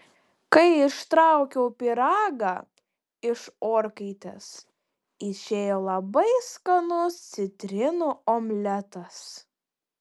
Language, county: Lithuanian, Panevėžys